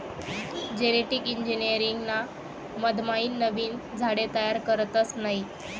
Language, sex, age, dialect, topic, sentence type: Marathi, female, 25-30, Northern Konkan, agriculture, statement